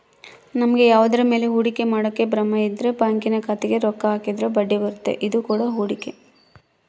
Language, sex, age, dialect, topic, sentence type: Kannada, female, 51-55, Central, banking, statement